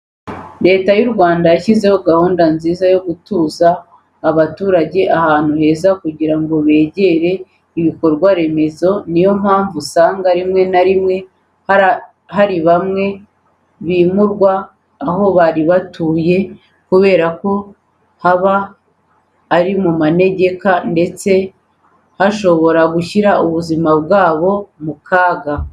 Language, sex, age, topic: Kinyarwanda, female, 36-49, education